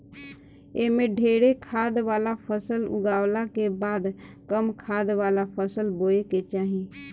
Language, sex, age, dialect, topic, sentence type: Bhojpuri, female, 25-30, Southern / Standard, agriculture, statement